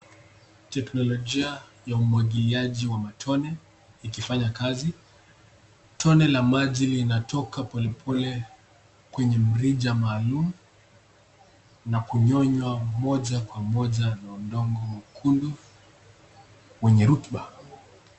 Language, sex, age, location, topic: Swahili, male, 18-24, Nairobi, agriculture